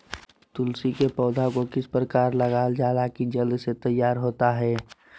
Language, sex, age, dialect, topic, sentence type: Magahi, male, 18-24, Southern, agriculture, question